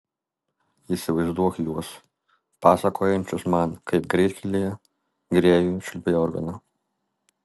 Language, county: Lithuanian, Alytus